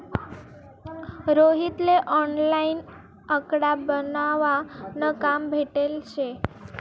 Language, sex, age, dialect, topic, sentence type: Marathi, female, 18-24, Northern Konkan, banking, statement